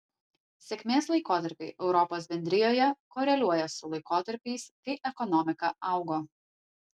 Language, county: Lithuanian, Vilnius